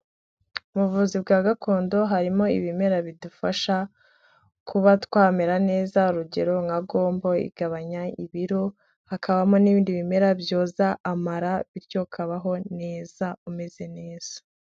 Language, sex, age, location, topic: Kinyarwanda, female, 25-35, Kigali, health